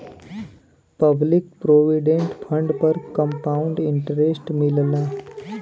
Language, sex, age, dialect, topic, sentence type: Bhojpuri, male, 18-24, Western, banking, statement